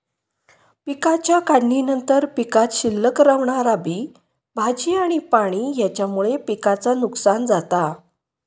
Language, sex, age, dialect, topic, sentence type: Marathi, female, 56-60, Southern Konkan, agriculture, statement